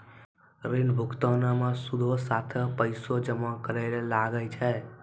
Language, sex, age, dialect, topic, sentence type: Maithili, male, 18-24, Angika, banking, statement